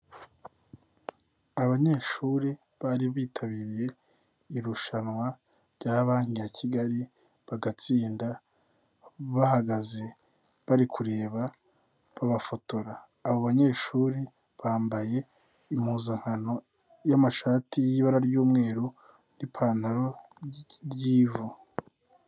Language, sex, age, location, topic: Kinyarwanda, male, 18-24, Nyagatare, education